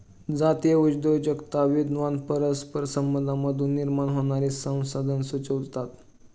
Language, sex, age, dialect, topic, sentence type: Marathi, male, 31-35, Northern Konkan, banking, statement